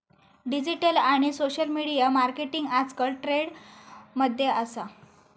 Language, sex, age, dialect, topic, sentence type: Marathi, female, 18-24, Southern Konkan, banking, statement